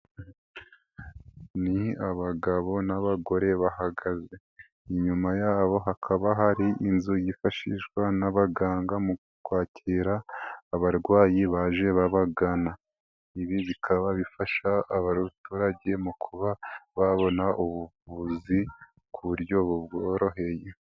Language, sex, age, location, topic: Kinyarwanda, male, 18-24, Nyagatare, health